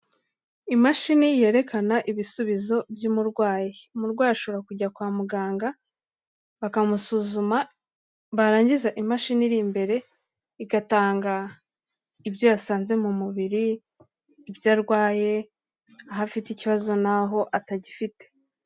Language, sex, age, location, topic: Kinyarwanda, female, 18-24, Kigali, health